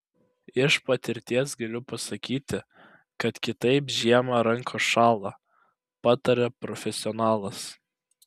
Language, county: Lithuanian, Klaipėda